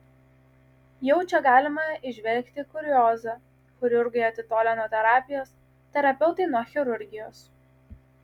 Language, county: Lithuanian, Kaunas